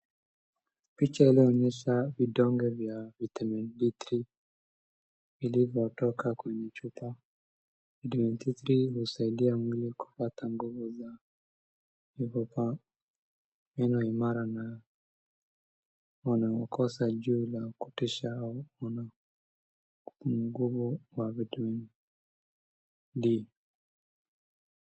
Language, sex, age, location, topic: Swahili, male, 18-24, Wajir, health